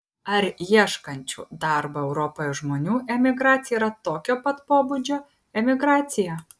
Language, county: Lithuanian, Kaunas